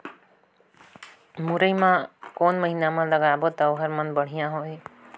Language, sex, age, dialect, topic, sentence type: Chhattisgarhi, female, 25-30, Northern/Bhandar, agriculture, question